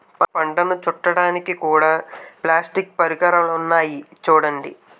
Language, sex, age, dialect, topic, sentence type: Telugu, male, 18-24, Utterandhra, agriculture, statement